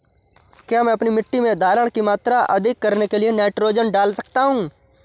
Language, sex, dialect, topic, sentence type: Hindi, male, Awadhi Bundeli, agriculture, question